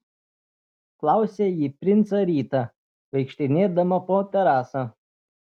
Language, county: Lithuanian, Telšiai